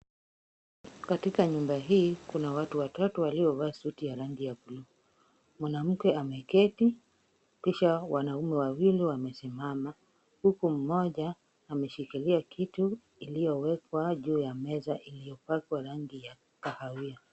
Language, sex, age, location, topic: Swahili, female, 36-49, Kisumu, government